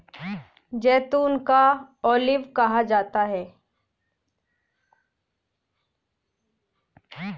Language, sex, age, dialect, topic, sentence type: Hindi, female, 18-24, Kanauji Braj Bhasha, agriculture, statement